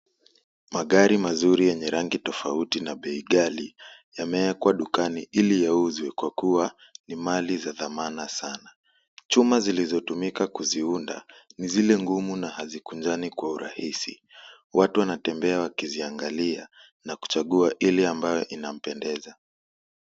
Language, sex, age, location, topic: Swahili, male, 18-24, Kisumu, finance